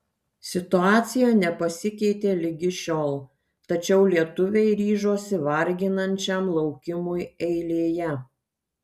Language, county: Lithuanian, Kaunas